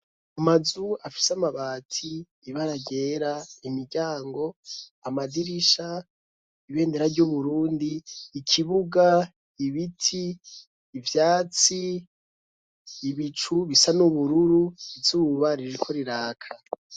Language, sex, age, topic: Rundi, male, 25-35, education